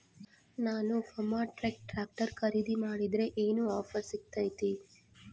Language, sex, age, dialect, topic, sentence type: Kannada, female, 25-30, Central, agriculture, question